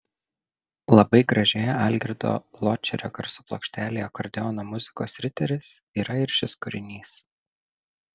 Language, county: Lithuanian, Šiauliai